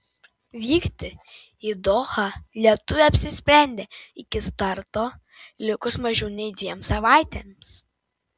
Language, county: Lithuanian, Vilnius